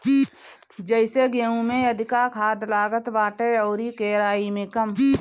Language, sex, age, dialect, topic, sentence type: Bhojpuri, female, 25-30, Northern, agriculture, statement